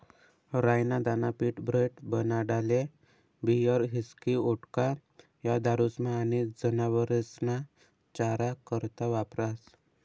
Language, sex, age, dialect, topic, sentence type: Marathi, male, 18-24, Northern Konkan, agriculture, statement